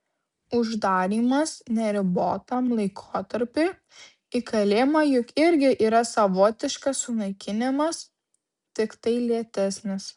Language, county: Lithuanian, Vilnius